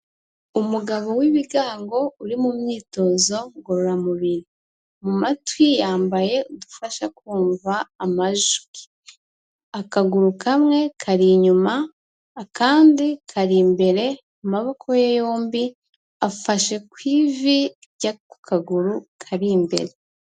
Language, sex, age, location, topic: Kinyarwanda, female, 25-35, Kigali, health